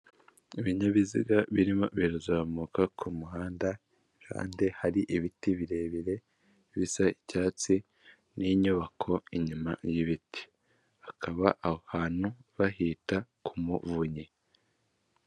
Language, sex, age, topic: Kinyarwanda, male, 18-24, government